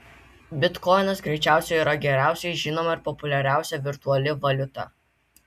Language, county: Lithuanian, Vilnius